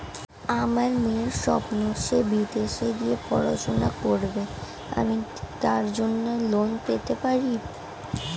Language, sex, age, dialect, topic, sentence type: Bengali, female, 18-24, Standard Colloquial, banking, question